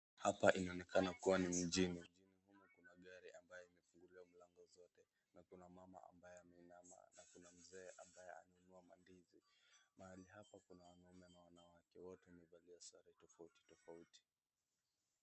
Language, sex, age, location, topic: Swahili, male, 25-35, Wajir, agriculture